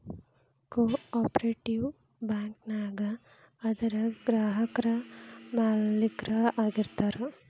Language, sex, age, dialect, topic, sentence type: Kannada, male, 25-30, Dharwad Kannada, banking, statement